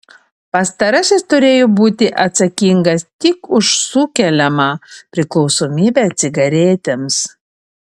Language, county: Lithuanian, Panevėžys